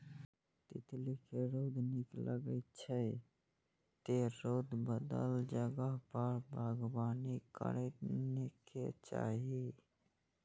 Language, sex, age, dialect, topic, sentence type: Maithili, male, 56-60, Eastern / Thethi, agriculture, statement